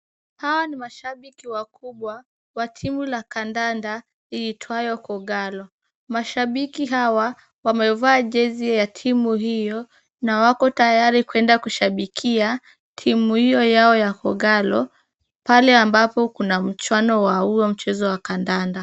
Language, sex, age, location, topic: Swahili, female, 25-35, Kisumu, government